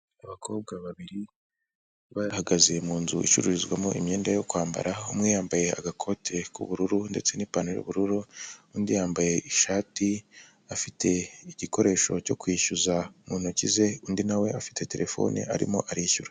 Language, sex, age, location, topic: Kinyarwanda, female, 25-35, Kigali, finance